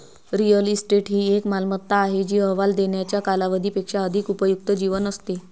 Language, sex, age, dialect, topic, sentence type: Marathi, female, 25-30, Varhadi, banking, statement